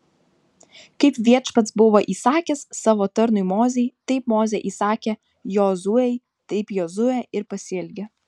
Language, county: Lithuanian, Vilnius